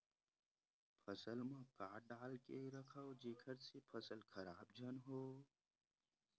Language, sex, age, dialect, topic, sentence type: Chhattisgarhi, male, 18-24, Western/Budati/Khatahi, agriculture, question